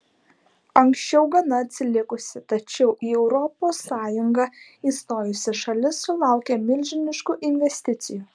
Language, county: Lithuanian, Klaipėda